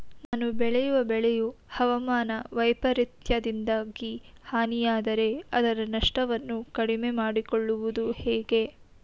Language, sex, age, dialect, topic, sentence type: Kannada, female, 18-24, Mysore Kannada, agriculture, question